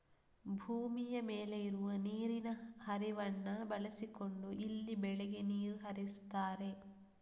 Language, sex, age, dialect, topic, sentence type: Kannada, female, 36-40, Coastal/Dakshin, agriculture, statement